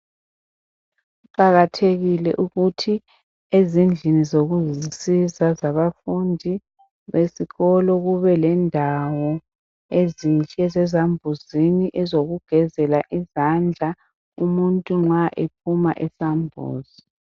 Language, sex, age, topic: North Ndebele, male, 50+, education